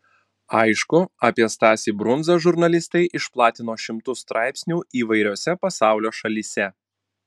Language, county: Lithuanian, Panevėžys